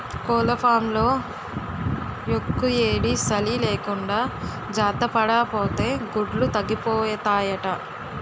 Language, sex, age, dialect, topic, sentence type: Telugu, female, 18-24, Utterandhra, agriculture, statement